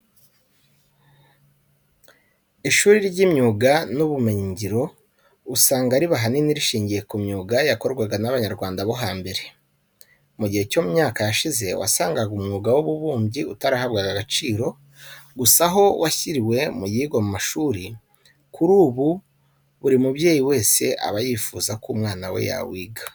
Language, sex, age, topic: Kinyarwanda, male, 25-35, education